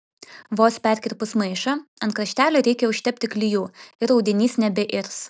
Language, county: Lithuanian, Vilnius